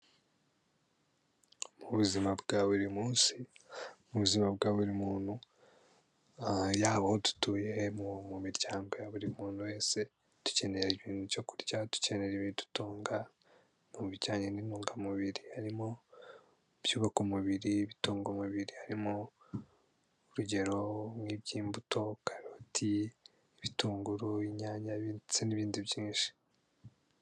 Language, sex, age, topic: Kinyarwanda, male, 18-24, agriculture